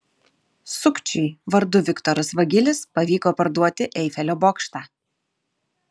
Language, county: Lithuanian, Kaunas